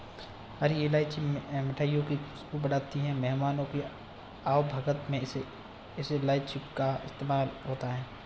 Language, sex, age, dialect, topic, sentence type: Hindi, male, 18-24, Marwari Dhudhari, agriculture, statement